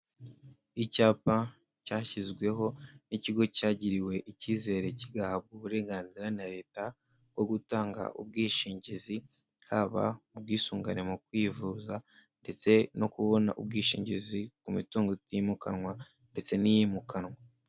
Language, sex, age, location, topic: Kinyarwanda, male, 18-24, Kigali, finance